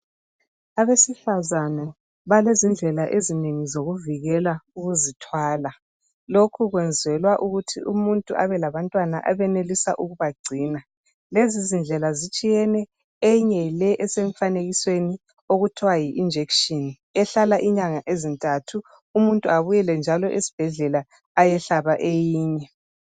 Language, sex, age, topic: North Ndebele, female, 36-49, health